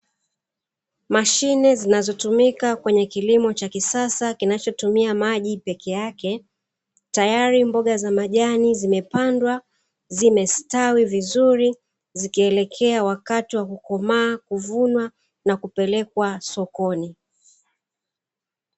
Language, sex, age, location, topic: Swahili, female, 36-49, Dar es Salaam, agriculture